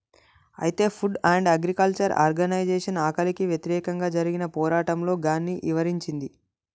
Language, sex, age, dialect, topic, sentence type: Telugu, male, 18-24, Telangana, agriculture, statement